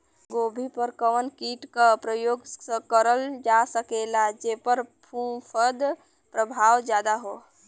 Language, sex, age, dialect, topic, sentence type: Bhojpuri, female, 18-24, Western, agriculture, question